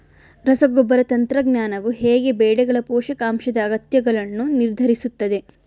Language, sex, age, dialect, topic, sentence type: Kannada, female, 25-30, Central, agriculture, question